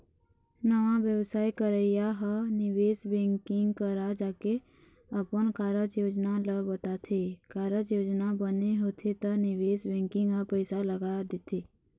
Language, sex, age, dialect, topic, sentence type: Chhattisgarhi, female, 31-35, Eastern, banking, statement